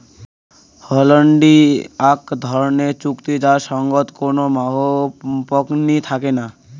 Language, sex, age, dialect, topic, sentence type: Bengali, male, <18, Rajbangshi, banking, statement